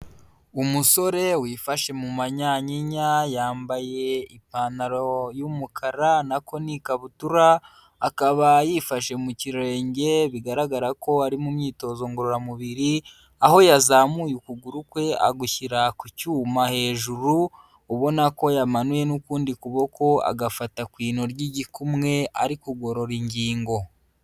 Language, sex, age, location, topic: Kinyarwanda, male, 25-35, Huye, health